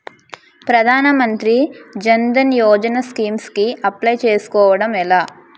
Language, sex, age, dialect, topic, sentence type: Telugu, female, 25-30, Utterandhra, banking, question